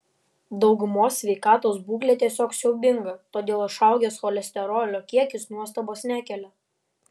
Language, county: Lithuanian, Vilnius